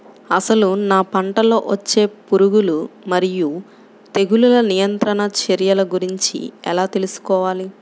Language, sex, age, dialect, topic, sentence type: Telugu, male, 31-35, Central/Coastal, agriculture, question